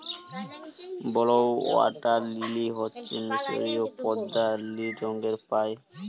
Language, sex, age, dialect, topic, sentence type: Bengali, male, 18-24, Jharkhandi, agriculture, statement